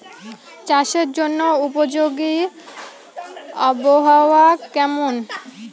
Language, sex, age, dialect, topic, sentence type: Bengali, female, <18, Rajbangshi, agriculture, question